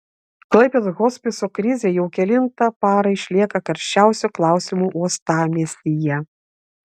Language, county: Lithuanian, Klaipėda